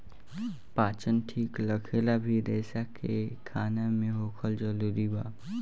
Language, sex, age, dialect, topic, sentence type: Bhojpuri, male, <18, Southern / Standard, agriculture, statement